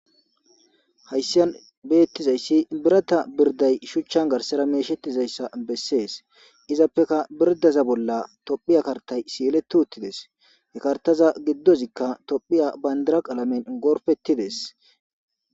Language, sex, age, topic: Gamo, male, 18-24, government